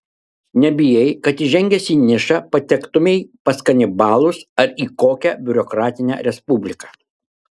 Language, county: Lithuanian, Kaunas